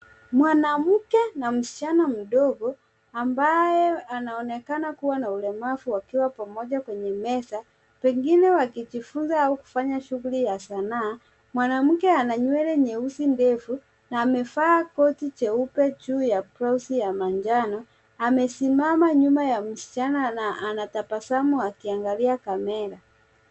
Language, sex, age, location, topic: Swahili, female, 36-49, Nairobi, education